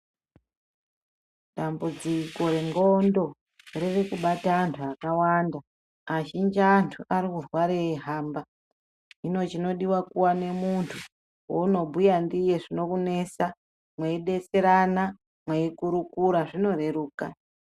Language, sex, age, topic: Ndau, female, 25-35, health